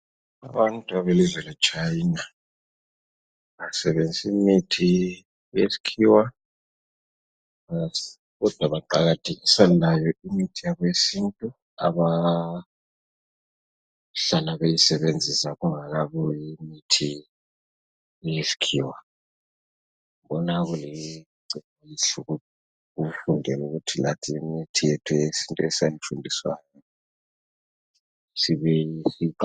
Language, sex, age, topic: North Ndebele, male, 36-49, health